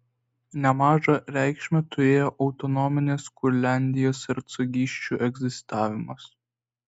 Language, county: Lithuanian, Vilnius